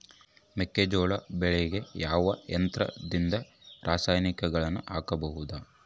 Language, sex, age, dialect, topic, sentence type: Kannada, male, 25-30, Central, agriculture, question